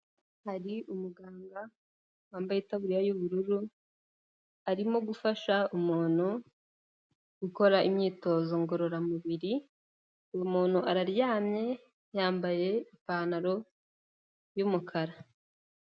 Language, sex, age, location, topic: Kinyarwanda, female, 18-24, Kigali, health